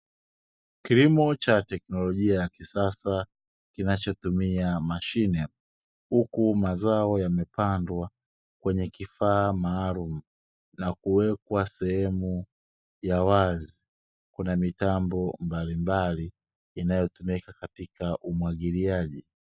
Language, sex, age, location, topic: Swahili, male, 25-35, Dar es Salaam, agriculture